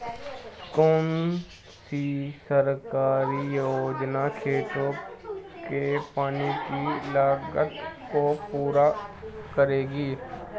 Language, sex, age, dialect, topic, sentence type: Hindi, male, 25-30, Hindustani Malvi Khadi Boli, agriculture, question